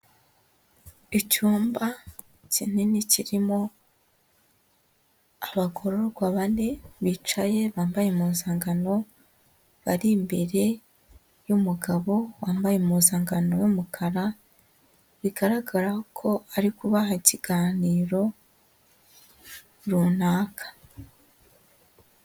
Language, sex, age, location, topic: Kinyarwanda, female, 18-24, Huye, government